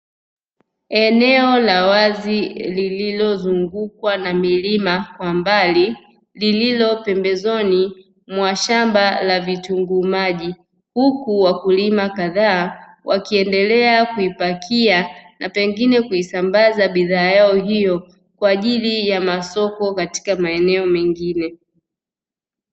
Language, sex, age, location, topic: Swahili, female, 25-35, Dar es Salaam, agriculture